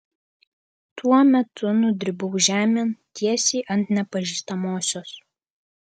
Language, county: Lithuanian, Kaunas